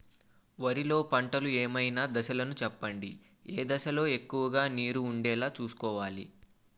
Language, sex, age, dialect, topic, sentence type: Telugu, male, 18-24, Utterandhra, agriculture, question